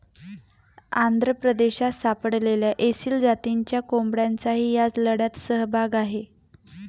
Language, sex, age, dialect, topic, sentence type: Marathi, female, 25-30, Standard Marathi, agriculture, statement